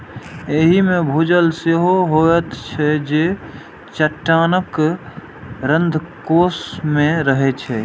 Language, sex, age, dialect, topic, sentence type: Maithili, male, 18-24, Eastern / Thethi, agriculture, statement